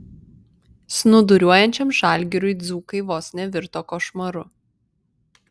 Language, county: Lithuanian, Vilnius